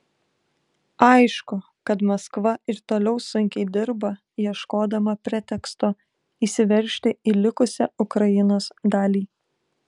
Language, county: Lithuanian, Klaipėda